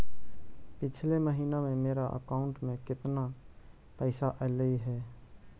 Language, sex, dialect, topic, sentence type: Magahi, male, Central/Standard, banking, question